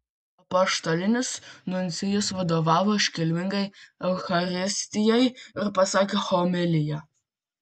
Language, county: Lithuanian, Vilnius